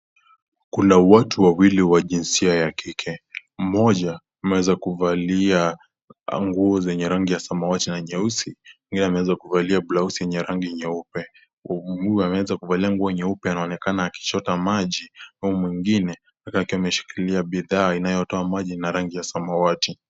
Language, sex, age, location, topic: Swahili, male, 18-24, Kisii, health